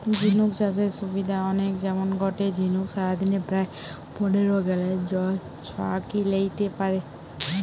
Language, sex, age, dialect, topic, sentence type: Bengali, female, 18-24, Western, agriculture, statement